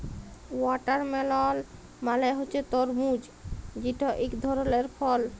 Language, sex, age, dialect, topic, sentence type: Bengali, female, 31-35, Jharkhandi, agriculture, statement